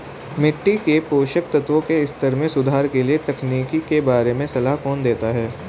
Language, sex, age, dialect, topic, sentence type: Hindi, male, 18-24, Hindustani Malvi Khadi Boli, agriculture, statement